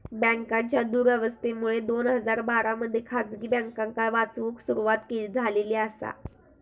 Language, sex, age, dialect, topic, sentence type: Marathi, female, 25-30, Southern Konkan, banking, statement